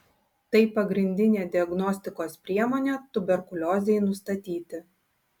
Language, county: Lithuanian, Klaipėda